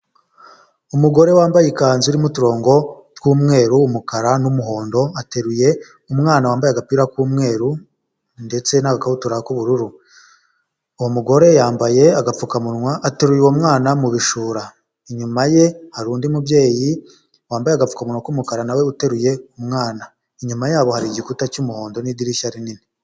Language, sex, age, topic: Kinyarwanda, male, 18-24, health